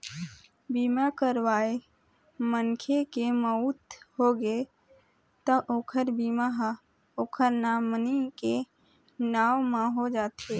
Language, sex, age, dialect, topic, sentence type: Chhattisgarhi, female, 18-24, Eastern, banking, statement